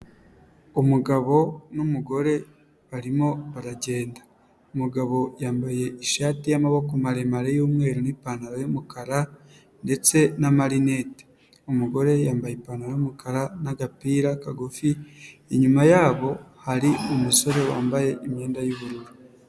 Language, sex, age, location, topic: Kinyarwanda, male, 18-24, Nyagatare, government